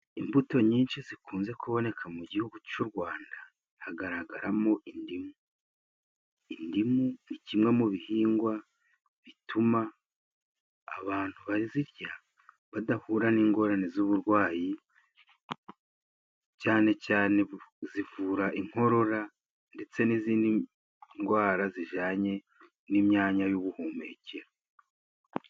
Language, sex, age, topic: Kinyarwanda, male, 36-49, agriculture